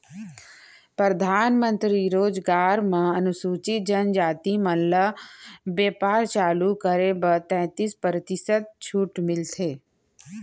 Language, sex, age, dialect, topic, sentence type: Chhattisgarhi, female, 36-40, Central, banking, statement